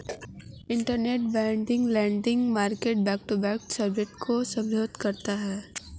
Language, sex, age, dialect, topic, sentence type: Hindi, female, 18-24, Marwari Dhudhari, banking, statement